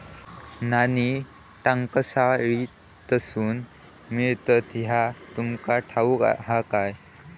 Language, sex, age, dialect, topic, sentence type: Marathi, male, 18-24, Southern Konkan, banking, statement